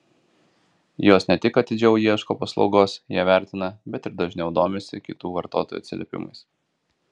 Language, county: Lithuanian, Kaunas